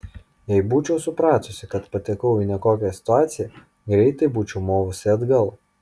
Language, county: Lithuanian, Kaunas